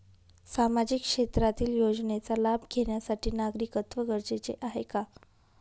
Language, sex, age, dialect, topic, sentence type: Marathi, female, 31-35, Northern Konkan, banking, question